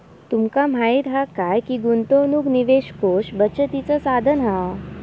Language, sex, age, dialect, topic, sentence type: Marathi, female, 18-24, Southern Konkan, banking, statement